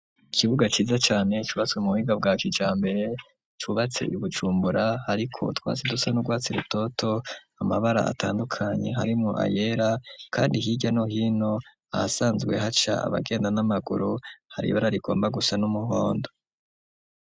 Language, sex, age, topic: Rundi, male, 25-35, education